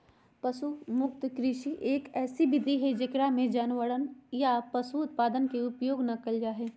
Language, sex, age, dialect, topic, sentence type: Magahi, female, 31-35, Western, agriculture, statement